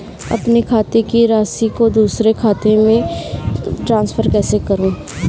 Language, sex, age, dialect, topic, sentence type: Hindi, female, 25-30, Kanauji Braj Bhasha, banking, question